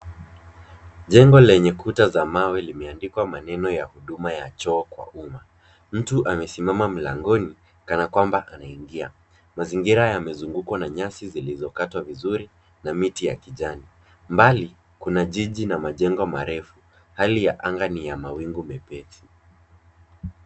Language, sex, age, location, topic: Swahili, male, 25-35, Kisumu, health